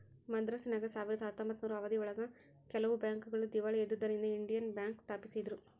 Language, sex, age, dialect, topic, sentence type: Kannada, male, 60-100, Central, banking, statement